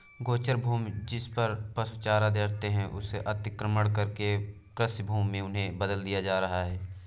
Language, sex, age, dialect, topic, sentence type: Hindi, male, 18-24, Awadhi Bundeli, agriculture, statement